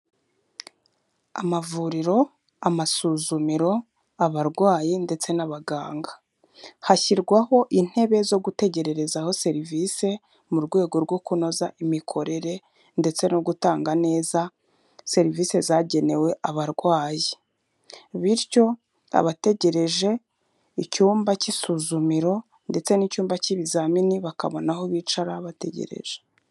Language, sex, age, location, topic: Kinyarwanda, female, 25-35, Kigali, health